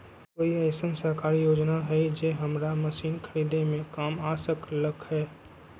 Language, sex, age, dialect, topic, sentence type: Magahi, male, 25-30, Western, agriculture, question